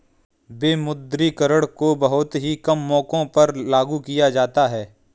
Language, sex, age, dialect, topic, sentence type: Hindi, male, 25-30, Kanauji Braj Bhasha, banking, statement